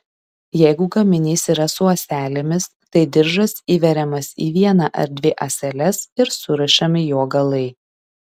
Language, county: Lithuanian, Šiauliai